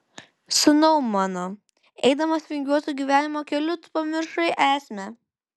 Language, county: Lithuanian, Vilnius